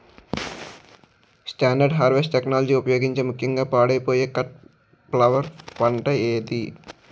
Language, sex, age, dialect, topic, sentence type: Telugu, male, 46-50, Utterandhra, agriculture, question